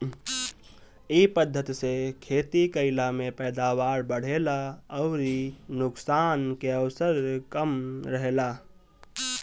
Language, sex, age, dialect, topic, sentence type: Bhojpuri, male, 18-24, Northern, agriculture, statement